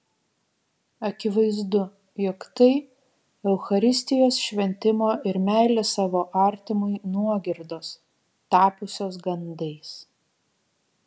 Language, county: Lithuanian, Kaunas